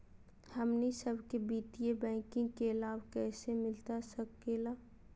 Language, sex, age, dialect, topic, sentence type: Magahi, female, 25-30, Southern, banking, question